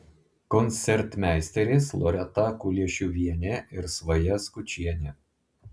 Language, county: Lithuanian, Klaipėda